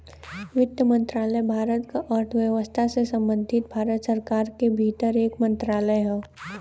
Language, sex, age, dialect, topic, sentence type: Bhojpuri, female, 18-24, Western, banking, statement